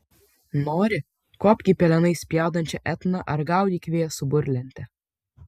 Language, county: Lithuanian, Vilnius